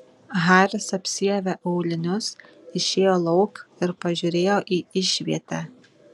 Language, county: Lithuanian, Šiauliai